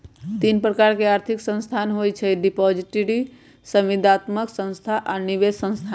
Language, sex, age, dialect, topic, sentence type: Magahi, female, 18-24, Western, banking, statement